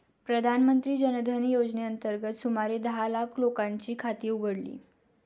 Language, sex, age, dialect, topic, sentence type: Marathi, female, 18-24, Standard Marathi, banking, statement